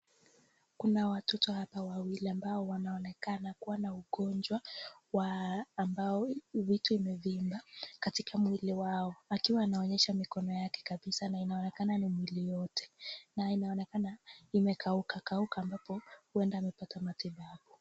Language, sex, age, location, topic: Swahili, female, 25-35, Nakuru, health